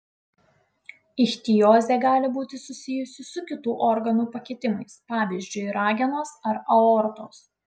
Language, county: Lithuanian, Utena